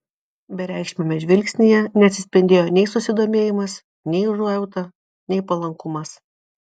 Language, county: Lithuanian, Vilnius